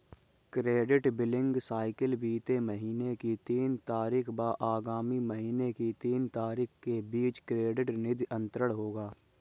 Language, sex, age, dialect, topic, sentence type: Hindi, male, 18-24, Kanauji Braj Bhasha, banking, statement